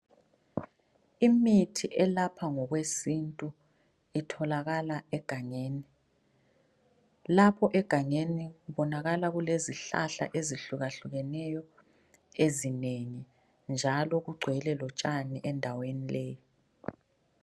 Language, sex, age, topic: North Ndebele, female, 25-35, health